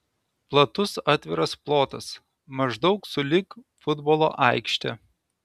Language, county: Lithuanian, Telšiai